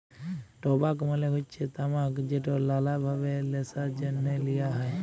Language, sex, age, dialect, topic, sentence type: Bengali, female, 41-45, Jharkhandi, agriculture, statement